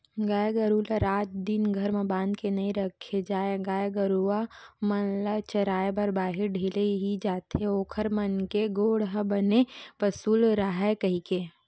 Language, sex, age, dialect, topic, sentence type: Chhattisgarhi, female, 18-24, Western/Budati/Khatahi, agriculture, statement